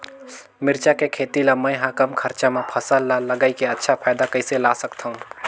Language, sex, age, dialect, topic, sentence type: Chhattisgarhi, male, 18-24, Northern/Bhandar, agriculture, question